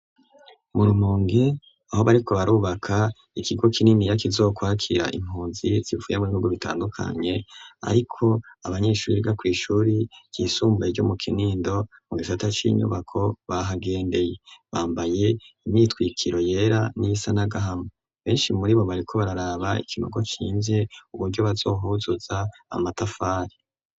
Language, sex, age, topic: Rundi, male, 25-35, education